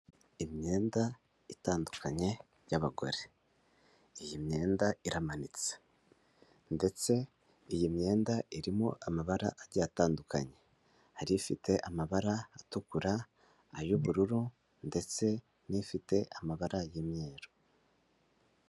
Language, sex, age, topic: Kinyarwanda, male, 25-35, finance